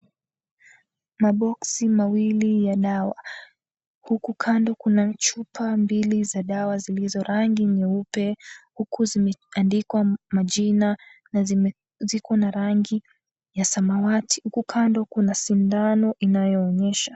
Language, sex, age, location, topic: Swahili, female, 18-24, Mombasa, health